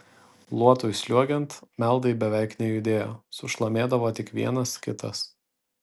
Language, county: Lithuanian, Vilnius